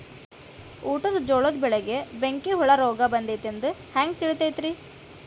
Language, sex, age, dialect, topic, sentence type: Kannada, female, 18-24, Dharwad Kannada, agriculture, question